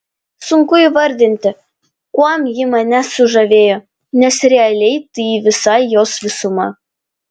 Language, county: Lithuanian, Panevėžys